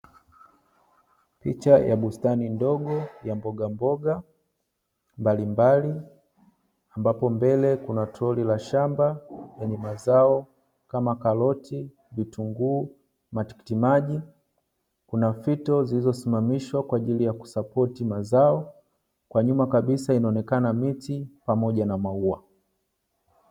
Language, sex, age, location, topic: Swahili, male, 25-35, Dar es Salaam, agriculture